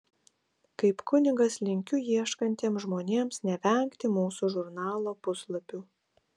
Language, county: Lithuanian, Kaunas